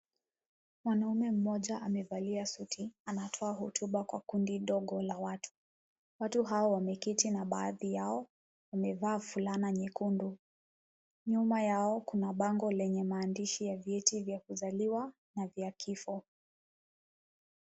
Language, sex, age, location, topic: Swahili, female, 18-24, Kisumu, government